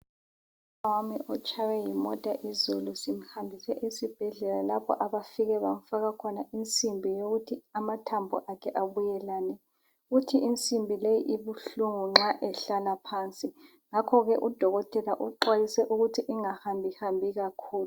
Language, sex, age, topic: North Ndebele, female, 50+, health